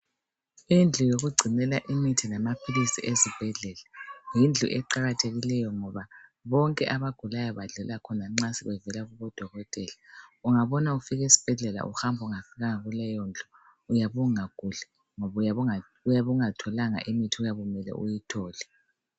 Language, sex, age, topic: North Ndebele, female, 25-35, health